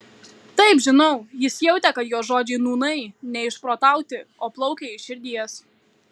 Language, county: Lithuanian, Kaunas